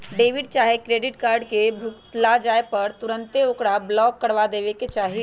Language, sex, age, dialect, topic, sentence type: Magahi, female, 25-30, Western, banking, statement